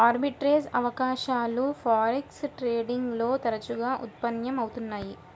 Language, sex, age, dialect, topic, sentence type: Telugu, female, 18-24, Central/Coastal, banking, statement